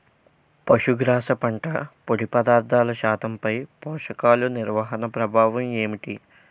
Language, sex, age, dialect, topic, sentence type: Telugu, male, 18-24, Utterandhra, agriculture, question